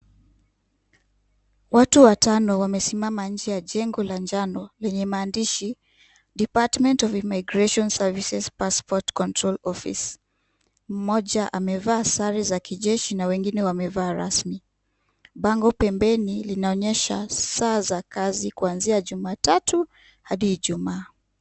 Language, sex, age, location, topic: Swahili, female, 25-35, Kisumu, government